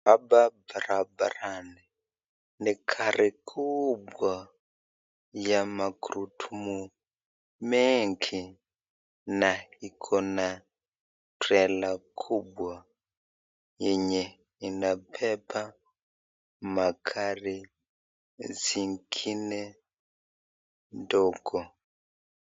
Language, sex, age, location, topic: Swahili, male, 25-35, Nakuru, finance